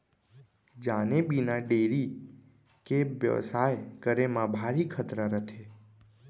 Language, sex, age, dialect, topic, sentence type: Chhattisgarhi, male, 25-30, Central, agriculture, statement